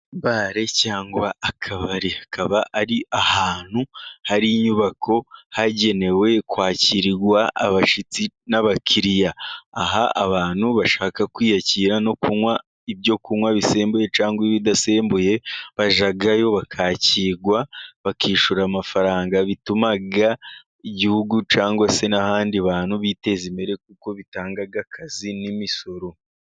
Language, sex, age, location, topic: Kinyarwanda, male, 18-24, Musanze, finance